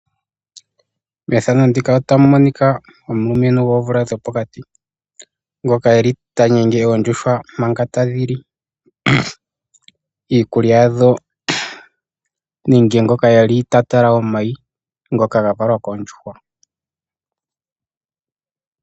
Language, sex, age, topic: Oshiwambo, male, 18-24, agriculture